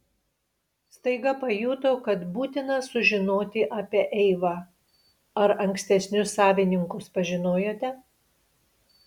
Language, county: Lithuanian, Panevėžys